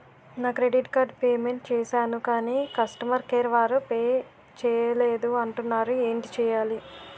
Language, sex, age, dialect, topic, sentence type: Telugu, female, 18-24, Utterandhra, banking, question